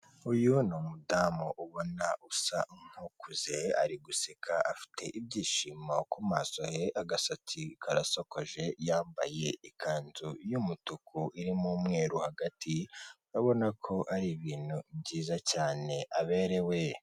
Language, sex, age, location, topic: Kinyarwanda, female, 36-49, Kigali, government